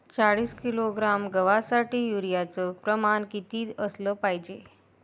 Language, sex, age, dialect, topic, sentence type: Marathi, female, 18-24, Varhadi, agriculture, question